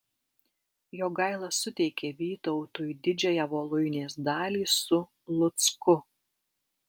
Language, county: Lithuanian, Alytus